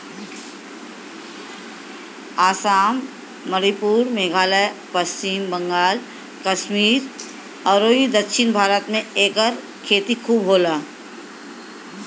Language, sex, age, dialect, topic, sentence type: Bhojpuri, female, 51-55, Northern, agriculture, statement